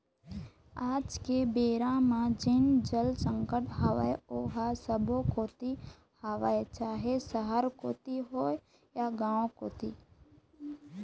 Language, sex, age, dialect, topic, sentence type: Chhattisgarhi, female, 51-55, Eastern, agriculture, statement